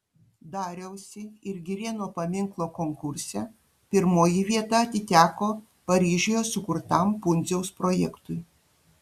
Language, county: Lithuanian, Panevėžys